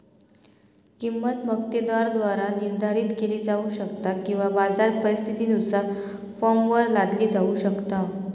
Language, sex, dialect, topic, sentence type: Marathi, female, Southern Konkan, banking, statement